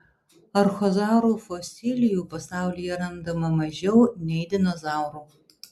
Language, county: Lithuanian, Alytus